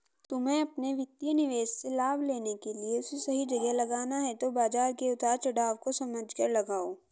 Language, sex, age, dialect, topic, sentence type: Hindi, female, 46-50, Hindustani Malvi Khadi Boli, banking, statement